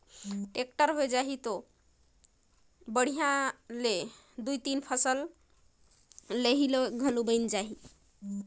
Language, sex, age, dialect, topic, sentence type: Chhattisgarhi, female, 25-30, Northern/Bhandar, banking, statement